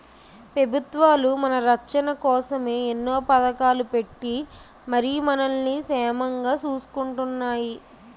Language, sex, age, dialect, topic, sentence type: Telugu, female, 18-24, Utterandhra, banking, statement